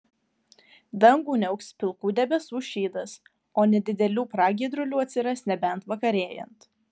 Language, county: Lithuanian, Alytus